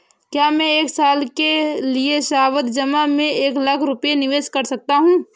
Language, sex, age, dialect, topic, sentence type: Hindi, female, 18-24, Awadhi Bundeli, banking, question